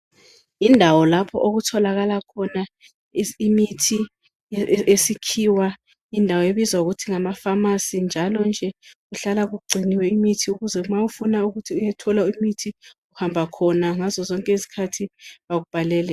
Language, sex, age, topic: North Ndebele, female, 25-35, health